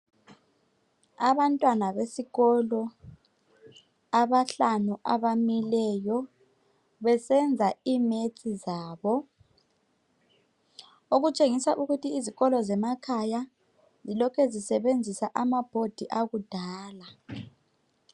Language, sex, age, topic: North Ndebele, male, 25-35, education